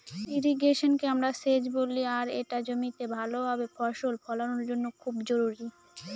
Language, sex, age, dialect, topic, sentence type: Bengali, female, 18-24, Northern/Varendri, agriculture, statement